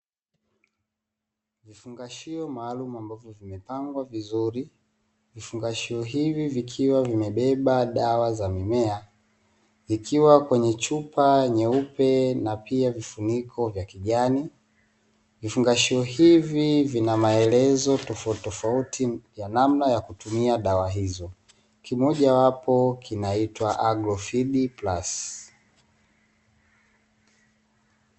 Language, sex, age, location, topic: Swahili, male, 18-24, Dar es Salaam, agriculture